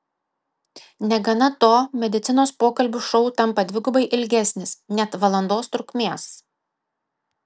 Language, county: Lithuanian, Kaunas